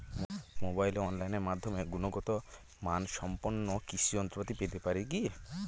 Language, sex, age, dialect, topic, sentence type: Bengali, male, 18-24, Northern/Varendri, agriculture, question